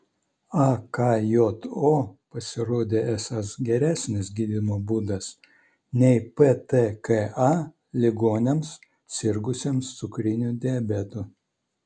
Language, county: Lithuanian, Vilnius